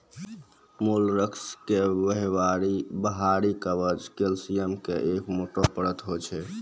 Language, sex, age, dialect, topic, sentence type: Maithili, male, 18-24, Angika, agriculture, statement